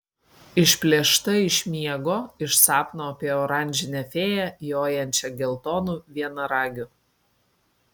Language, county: Lithuanian, Kaunas